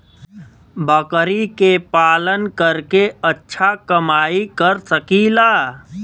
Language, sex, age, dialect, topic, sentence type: Bhojpuri, male, 31-35, Western, agriculture, question